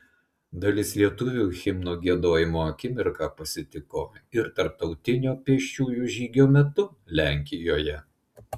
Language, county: Lithuanian, Klaipėda